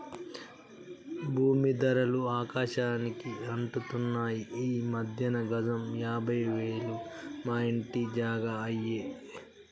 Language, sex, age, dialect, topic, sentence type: Telugu, male, 36-40, Telangana, agriculture, statement